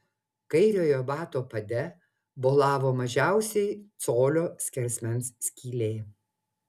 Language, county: Lithuanian, Utena